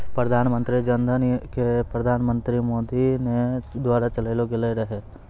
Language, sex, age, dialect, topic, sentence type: Maithili, male, 18-24, Angika, banking, statement